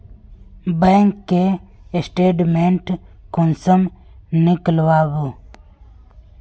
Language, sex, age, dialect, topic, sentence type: Magahi, male, 18-24, Northeastern/Surjapuri, banking, question